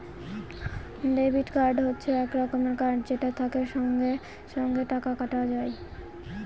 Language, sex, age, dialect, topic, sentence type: Bengali, female, 18-24, Northern/Varendri, banking, statement